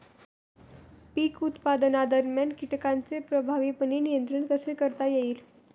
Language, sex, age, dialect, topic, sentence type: Marathi, female, 18-24, Standard Marathi, agriculture, question